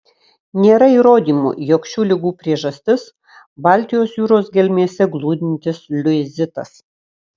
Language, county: Lithuanian, Kaunas